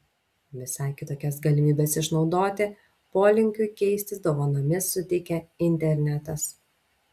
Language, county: Lithuanian, Šiauliai